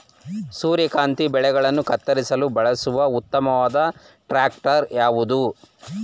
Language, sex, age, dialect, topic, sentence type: Kannada, male, 36-40, Mysore Kannada, agriculture, question